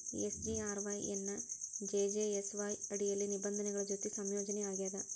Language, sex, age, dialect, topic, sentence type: Kannada, female, 25-30, Dharwad Kannada, banking, statement